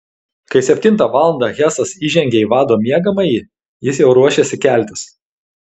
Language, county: Lithuanian, Telšiai